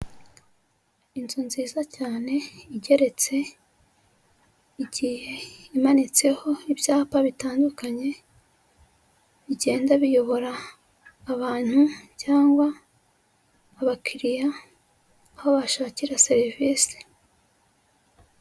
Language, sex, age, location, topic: Kinyarwanda, female, 25-35, Huye, government